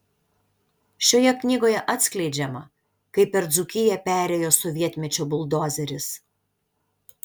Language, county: Lithuanian, Šiauliai